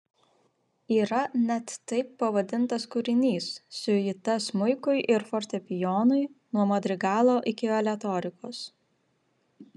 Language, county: Lithuanian, Vilnius